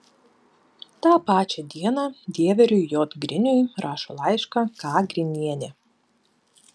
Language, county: Lithuanian, Panevėžys